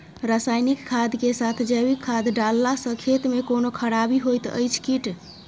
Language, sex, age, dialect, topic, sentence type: Maithili, female, 25-30, Bajjika, agriculture, question